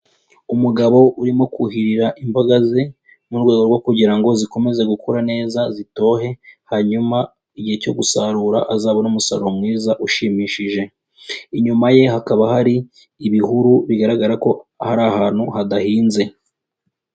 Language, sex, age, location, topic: Kinyarwanda, female, 25-35, Kigali, agriculture